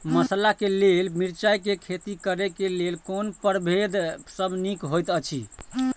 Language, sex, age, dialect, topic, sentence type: Maithili, male, 31-35, Eastern / Thethi, agriculture, question